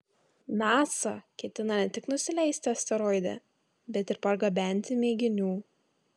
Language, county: Lithuanian, Tauragė